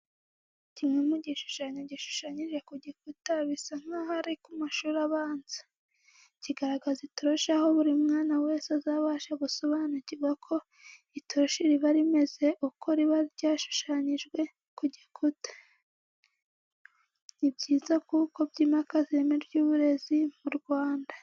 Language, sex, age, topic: Kinyarwanda, female, 18-24, education